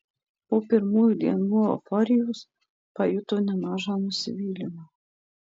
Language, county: Lithuanian, Marijampolė